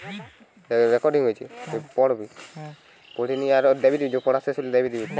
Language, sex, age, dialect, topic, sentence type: Bengali, male, 18-24, Western, agriculture, statement